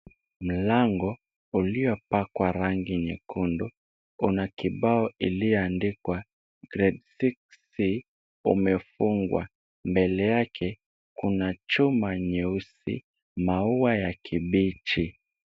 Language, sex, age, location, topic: Swahili, male, 18-24, Kisumu, education